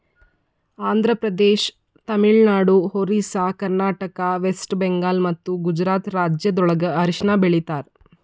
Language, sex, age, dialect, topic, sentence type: Kannada, female, 25-30, Northeastern, agriculture, statement